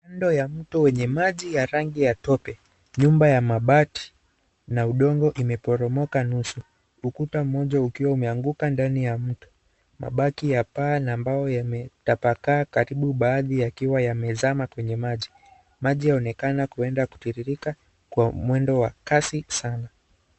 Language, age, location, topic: Swahili, 18-24, Kisii, health